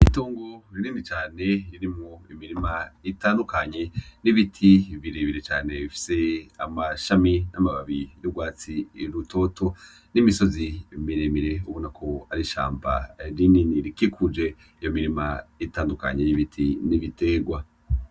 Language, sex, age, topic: Rundi, male, 25-35, agriculture